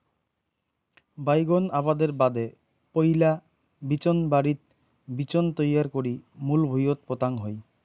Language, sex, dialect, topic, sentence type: Bengali, male, Rajbangshi, agriculture, statement